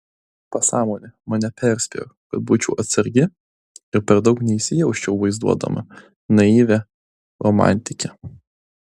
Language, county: Lithuanian, Klaipėda